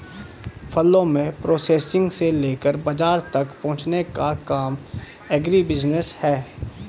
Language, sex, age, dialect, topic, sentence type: Hindi, male, 36-40, Hindustani Malvi Khadi Boli, agriculture, statement